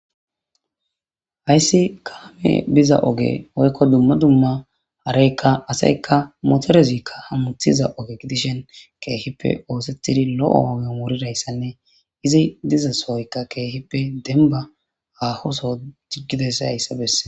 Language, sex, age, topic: Gamo, female, 18-24, government